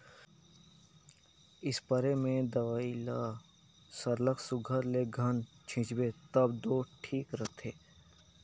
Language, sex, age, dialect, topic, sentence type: Chhattisgarhi, male, 56-60, Northern/Bhandar, agriculture, statement